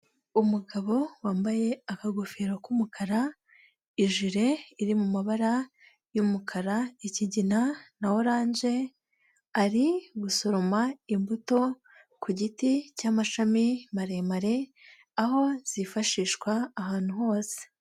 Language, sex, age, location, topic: Kinyarwanda, female, 18-24, Nyagatare, agriculture